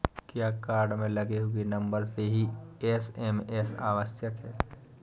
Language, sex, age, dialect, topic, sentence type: Hindi, male, 18-24, Awadhi Bundeli, banking, question